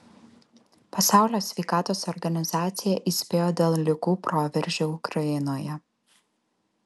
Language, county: Lithuanian, Alytus